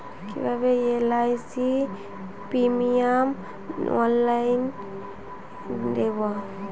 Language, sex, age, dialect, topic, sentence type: Bengali, female, 18-24, Western, banking, question